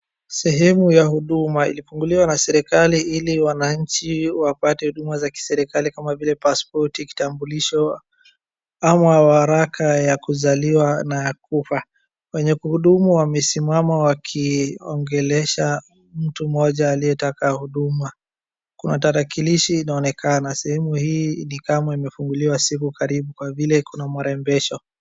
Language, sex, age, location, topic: Swahili, male, 18-24, Wajir, government